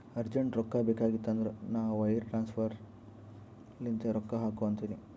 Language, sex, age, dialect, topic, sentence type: Kannada, male, 56-60, Northeastern, banking, statement